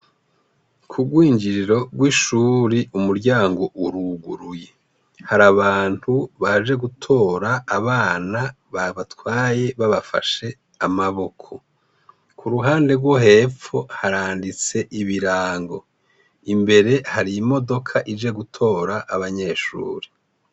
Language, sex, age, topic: Rundi, male, 50+, education